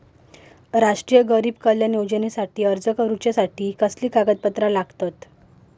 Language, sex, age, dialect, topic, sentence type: Marathi, female, 18-24, Southern Konkan, banking, question